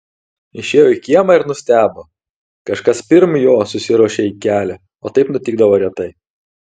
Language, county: Lithuanian, Telšiai